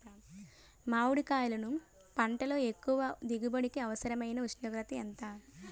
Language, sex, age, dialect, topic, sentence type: Telugu, female, 25-30, Utterandhra, agriculture, question